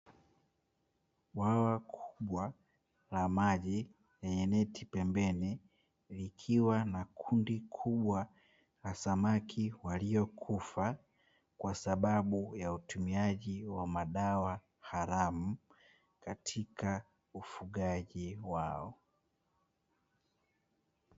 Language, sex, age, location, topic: Swahili, male, 18-24, Dar es Salaam, agriculture